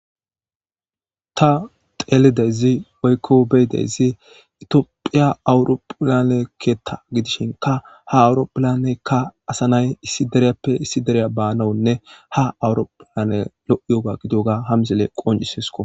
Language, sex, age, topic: Gamo, male, 25-35, government